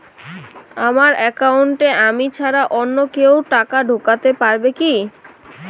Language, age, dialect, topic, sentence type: Bengali, 18-24, Rajbangshi, banking, question